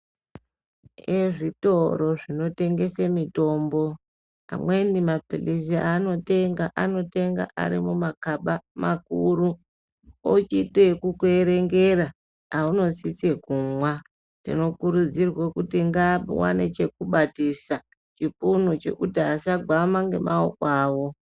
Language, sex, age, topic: Ndau, female, 36-49, health